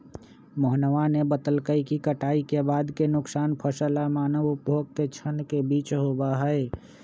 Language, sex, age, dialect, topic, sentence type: Magahi, male, 25-30, Western, agriculture, statement